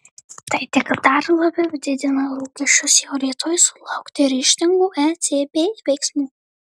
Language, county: Lithuanian, Marijampolė